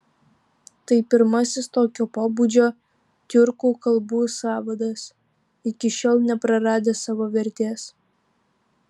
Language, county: Lithuanian, Kaunas